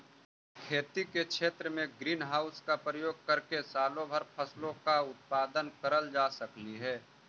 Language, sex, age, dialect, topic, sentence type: Magahi, male, 18-24, Central/Standard, agriculture, statement